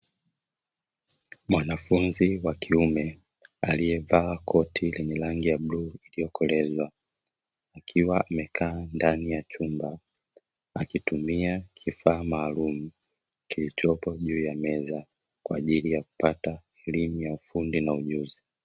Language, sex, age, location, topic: Swahili, male, 25-35, Dar es Salaam, education